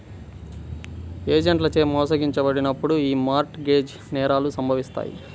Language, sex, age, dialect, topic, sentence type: Telugu, male, 18-24, Central/Coastal, banking, statement